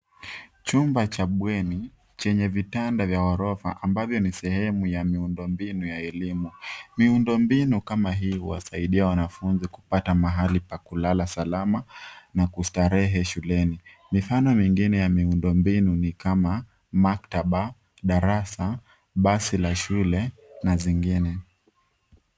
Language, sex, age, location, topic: Swahili, male, 25-35, Nairobi, education